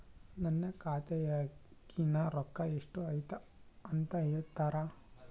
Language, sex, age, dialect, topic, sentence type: Kannada, male, 18-24, Central, banking, question